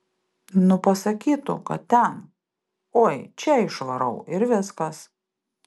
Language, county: Lithuanian, Kaunas